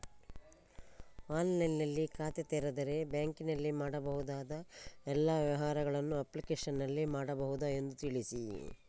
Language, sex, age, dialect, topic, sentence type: Kannada, female, 51-55, Coastal/Dakshin, banking, question